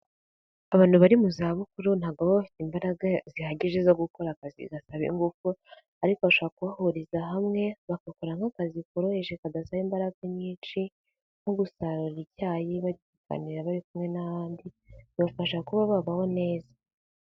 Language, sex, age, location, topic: Kinyarwanda, female, 18-24, Kigali, health